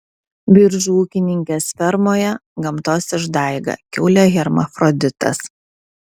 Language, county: Lithuanian, Vilnius